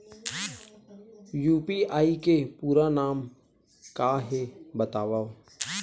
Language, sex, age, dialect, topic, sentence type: Chhattisgarhi, male, 18-24, Western/Budati/Khatahi, banking, question